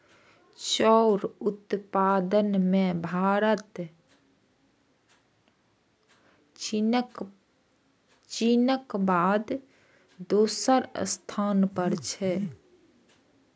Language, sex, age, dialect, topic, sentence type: Maithili, female, 56-60, Eastern / Thethi, agriculture, statement